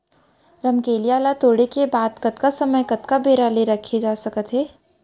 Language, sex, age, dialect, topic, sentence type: Chhattisgarhi, female, 18-24, Central, agriculture, question